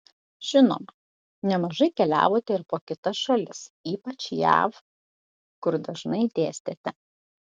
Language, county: Lithuanian, Šiauliai